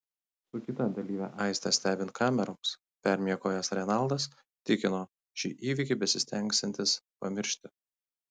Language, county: Lithuanian, Kaunas